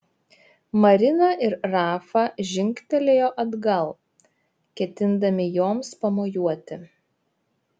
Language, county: Lithuanian, Šiauliai